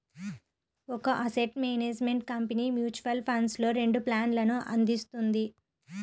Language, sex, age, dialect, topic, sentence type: Telugu, female, 31-35, Central/Coastal, banking, statement